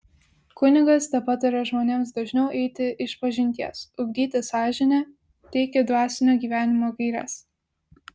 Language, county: Lithuanian, Vilnius